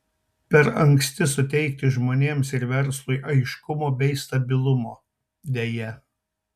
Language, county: Lithuanian, Tauragė